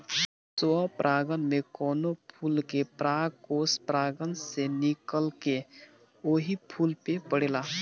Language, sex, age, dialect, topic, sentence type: Bhojpuri, male, 60-100, Northern, agriculture, statement